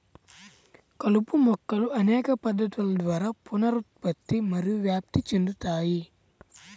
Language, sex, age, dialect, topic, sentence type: Telugu, male, 18-24, Central/Coastal, agriculture, statement